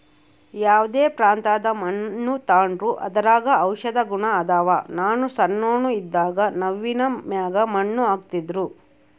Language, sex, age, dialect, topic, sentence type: Kannada, female, 36-40, Central, agriculture, statement